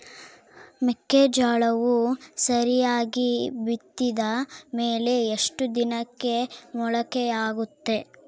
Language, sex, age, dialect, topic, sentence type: Kannada, female, 18-24, Central, agriculture, question